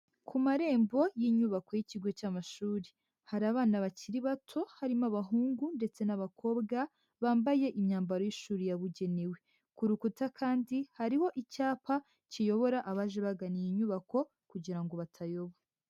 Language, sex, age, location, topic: Kinyarwanda, male, 18-24, Huye, education